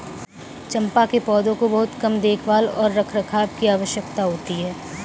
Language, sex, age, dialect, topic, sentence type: Hindi, female, 18-24, Kanauji Braj Bhasha, agriculture, statement